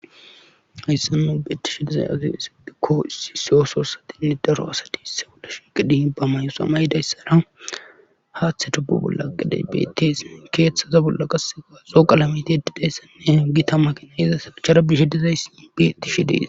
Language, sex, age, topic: Gamo, male, 18-24, government